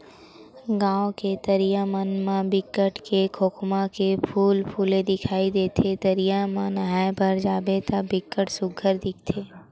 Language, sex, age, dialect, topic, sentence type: Chhattisgarhi, female, 18-24, Western/Budati/Khatahi, agriculture, statement